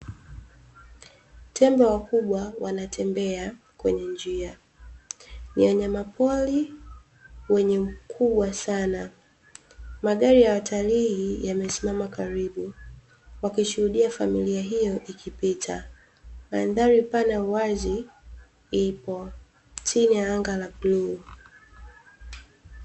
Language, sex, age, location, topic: Swahili, female, 25-35, Dar es Salaam, agriculture